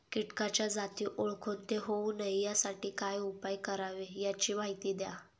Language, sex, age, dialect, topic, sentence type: Marathi, female, 18-24, Northern Konkan, agriculture, question